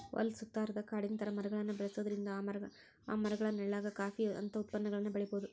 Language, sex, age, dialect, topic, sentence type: Kannada, female, 41-45, Dharwad Kannada, agriculture, statement